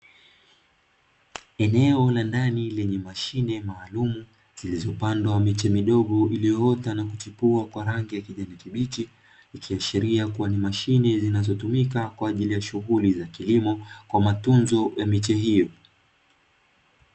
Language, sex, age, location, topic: Swahili, male, 18-24, Dar es Salaam, agriculture